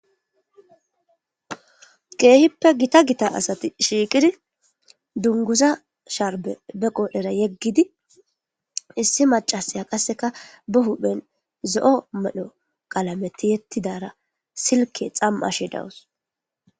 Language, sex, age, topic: Gamo, female, 25-35, government